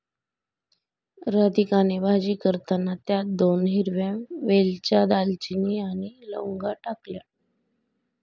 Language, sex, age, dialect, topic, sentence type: Marathi, female, 25-30, Standard Marathi, agriculture, statement